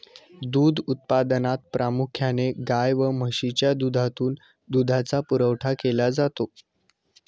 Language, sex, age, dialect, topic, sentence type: Marathi, male, 25-30, Standard Marathi, agriculture, statement